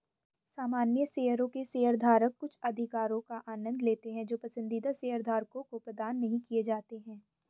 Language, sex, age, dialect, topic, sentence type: Hindi, female, 25-30, Hindustani Malvi Khadi Boli, banking, statement